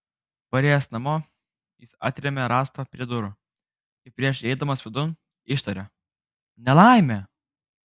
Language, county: Lithuanian, Kaunas